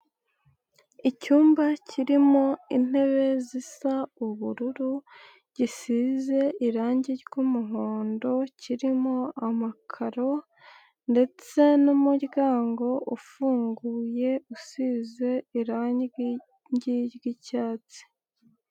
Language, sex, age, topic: Kinyarwanda, female, 18-24, education